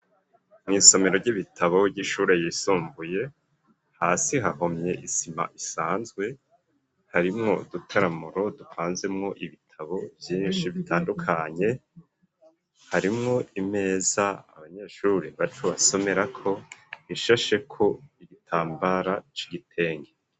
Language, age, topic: Rundi, 50+, education